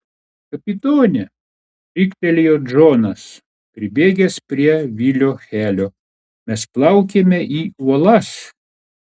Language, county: Lithuanian, Klaipėda